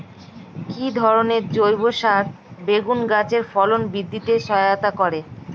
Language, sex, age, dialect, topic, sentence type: Bengali, female, 25-30, Standard Colloquial, agriculture, question